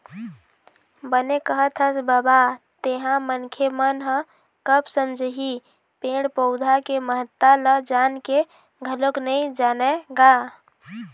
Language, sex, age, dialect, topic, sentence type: Chhattisgarhi, female, 25-30, Eastern, agriculture, statement